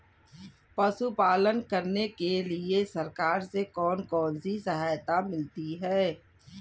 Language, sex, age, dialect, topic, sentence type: Hindi, female, 36-40, Kanauji Braj Bhasha, agriculture, question